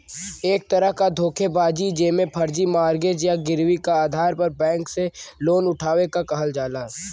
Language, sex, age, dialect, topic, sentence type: Bhojpuri, male, <18, Western, banking, statement